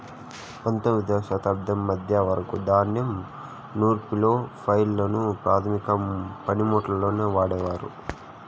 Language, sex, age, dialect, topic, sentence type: Telugu, male, 25-30, Southern, agriculture, statement